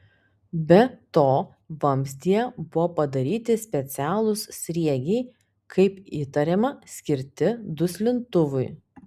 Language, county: Lithuanian, Panevėžys